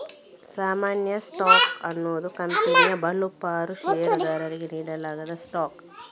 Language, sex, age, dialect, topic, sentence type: Kannada, female, 36-40, Coastal/Dakshin, banking, statement